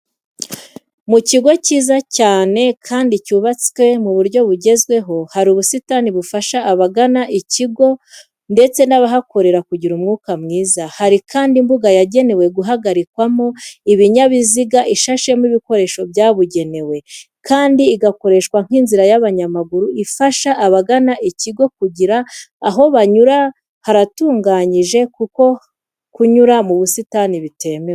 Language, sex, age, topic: Kinyarwanda, female, 25-35, education